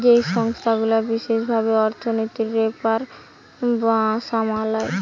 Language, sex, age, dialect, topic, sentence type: Bengali, female, 18-24, Western, banking, statement